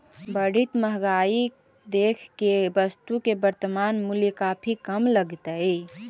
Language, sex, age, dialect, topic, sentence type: Magahi, female, 18-24, Central/Standard, agriculture, statement